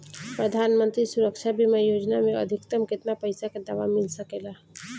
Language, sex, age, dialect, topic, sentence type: Bhojpuri, female, 18-24, Northern, banking, question